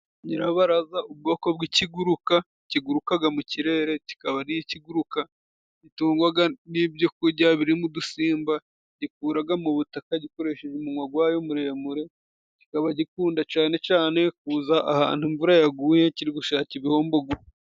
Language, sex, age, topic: Kinyarwanda, male, 18-24, agriculture